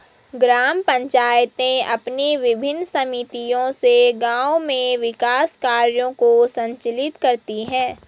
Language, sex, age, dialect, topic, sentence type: Hindi, female, 18-24, Garhwali, banking, statement